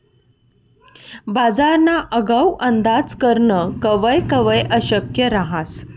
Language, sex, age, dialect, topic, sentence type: Marathi, female, 31-35, Northern Konkan, banking, statement